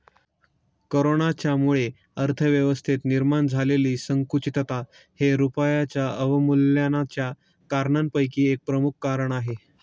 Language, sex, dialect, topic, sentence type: Marathi, male, Standard Marathi, banking, statement